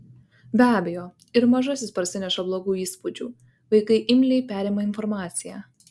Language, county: Lithuanian, Kaunas